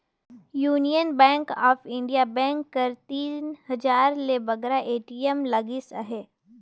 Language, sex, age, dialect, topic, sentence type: Chhattisgarhi, female, 18-24, Northern/Bhandar, banking, statement